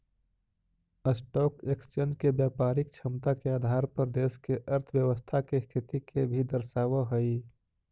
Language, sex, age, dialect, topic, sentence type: Magahi, male, 25-30, Central/Standard, banking, statement